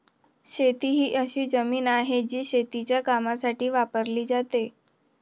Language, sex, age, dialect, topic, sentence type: Marathi, female, 18-24, Standard Marathi, agriculture, statement